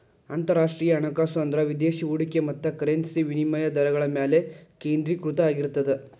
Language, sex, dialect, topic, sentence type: Kannada, male, Dharwad Kannada, banking, statement